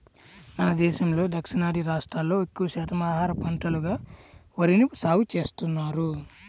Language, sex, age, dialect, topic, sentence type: Telugu, male, 18-24, Central/Coastal, agriculture, statement